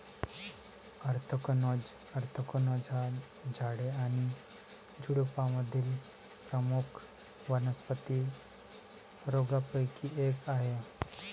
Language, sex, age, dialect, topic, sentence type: Marathi, male, 18-24, Varhadi, agriculture, statement